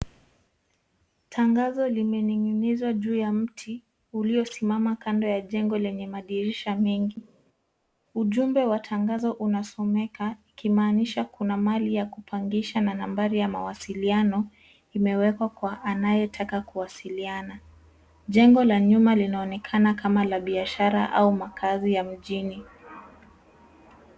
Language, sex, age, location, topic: Swahili, female, 18-24, Nairobi, finance